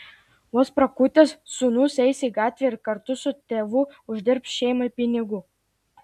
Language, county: Lithuanian, Klaipėda